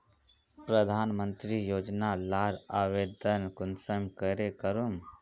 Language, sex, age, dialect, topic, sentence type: Magahi, male, 18-24, Northeastern/Surjapuri, banking, question